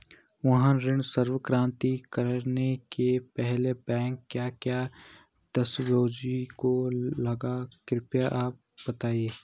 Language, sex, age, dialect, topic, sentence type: Hindi, male, 18-24, Garhwali, banking, question